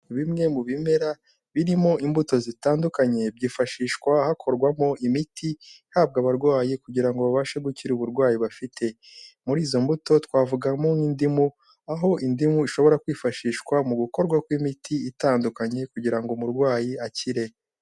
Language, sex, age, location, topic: Kinyarwanda, male, 18-24, Kigali, health